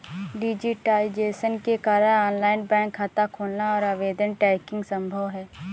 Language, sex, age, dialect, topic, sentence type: Hindi, female, 18-24, Awadhi Bundeli, banking, statement